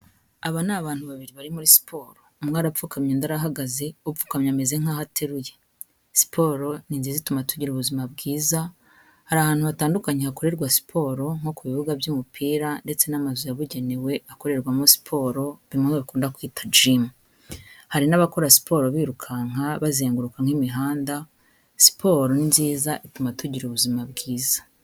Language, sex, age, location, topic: Kinyarwanda, female, 25-35, Kigali, health